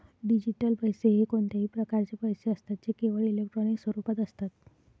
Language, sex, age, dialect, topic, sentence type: Marathi, female, 31-35, Varhadi, banking, statement